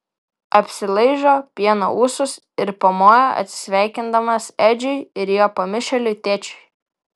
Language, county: Lithuanian, Vilnius